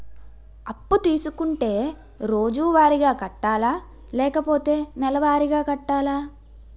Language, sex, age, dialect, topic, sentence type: Telugu, female, 18-24, Utterandhra, banking, question